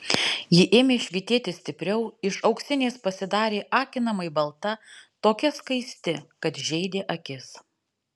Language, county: Lithuanian, Alytus